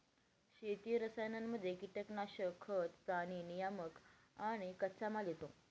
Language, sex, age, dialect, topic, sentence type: Marathi, female, 18-24, Northern Konkan, agriculture, statement